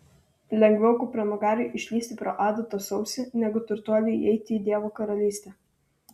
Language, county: Lithuanian, Vilnius